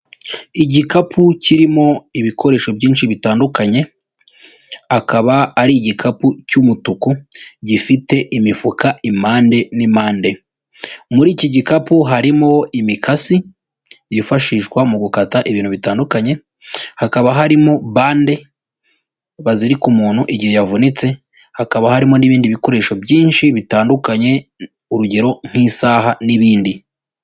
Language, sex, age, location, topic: Kinyarwanda, female, 18-24, Huye, health